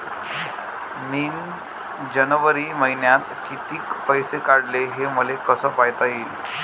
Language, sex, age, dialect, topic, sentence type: Marathi, male, 25-30, Varhadi, banking, question